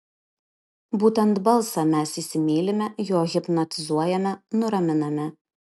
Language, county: Lithuanian, Kaunas